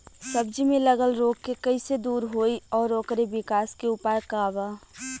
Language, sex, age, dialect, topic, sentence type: Bhojpuri, female, <18, Western, agriculture, question